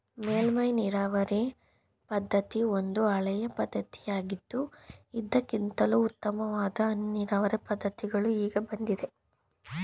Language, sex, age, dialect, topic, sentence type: Kannada, female, 18-24, Mysore Kannada, agriculture, statement